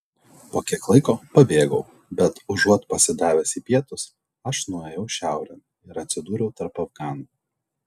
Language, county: Lithuanian, Telšiai